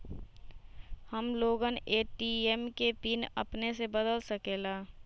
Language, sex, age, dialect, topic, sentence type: Magahi, female, 18-24, Western, banking, question